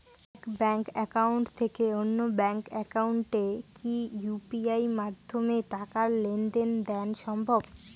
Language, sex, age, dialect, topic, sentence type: Bengali, female, <18, Rajbangshi, banking, question